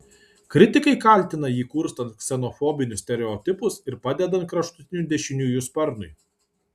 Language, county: Lithuanian, Kaunas